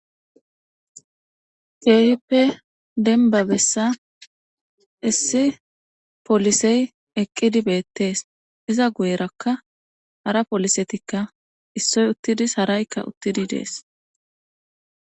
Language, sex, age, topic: Gamo, female, 25-35, government